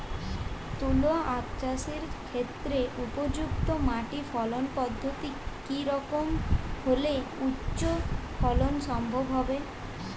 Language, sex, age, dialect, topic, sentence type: Bengali, female, 18-24, Jharkhandi, agriculture, question